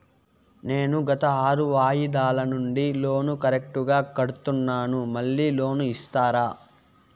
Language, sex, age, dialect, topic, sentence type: Telugu, male, 18-24, Southern, banking, question